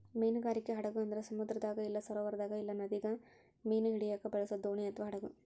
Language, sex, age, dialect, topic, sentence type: Kannada, female, 41-45, Central, agriculture, statement